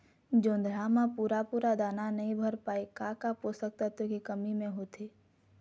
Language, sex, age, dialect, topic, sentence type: Chhattisgarhi, female, 36-40, Eastern, agriculture, question